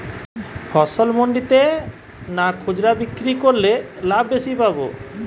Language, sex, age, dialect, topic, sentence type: Bengali, male, 31-35, Western, agriculture, question